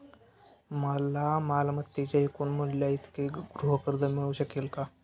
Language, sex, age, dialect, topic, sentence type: Marathi, male, 18-24, Standard Marathi, banking, question